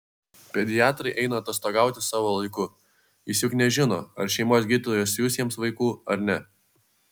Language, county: Lithuanian, Vilnius